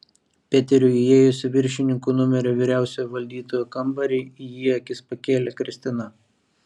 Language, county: Lithuanian, Vilnius